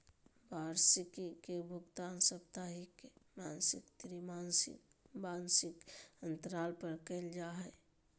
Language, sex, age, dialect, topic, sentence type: Magahi, female, 25-30, Southern, banking, statement